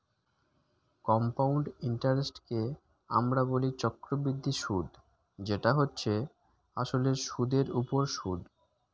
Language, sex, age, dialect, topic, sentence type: Bengali, male, 25-30, Standard Colloquial, banking, statement